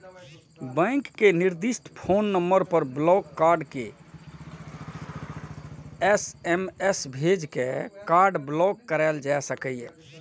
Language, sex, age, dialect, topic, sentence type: Maithili, male, 46-50, Eastern / Thethi, banking, statement